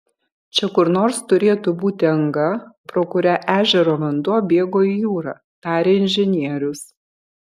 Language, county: Lithuanian, Kaunas